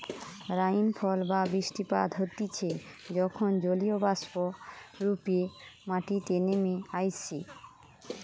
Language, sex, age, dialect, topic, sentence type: Bengali, female, 25-30, Western, agriculture, statement